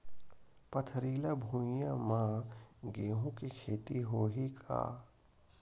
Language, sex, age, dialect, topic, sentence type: Chhattisgarhi, male, 60-100, Western/Budati/Khatahi, agriculture, question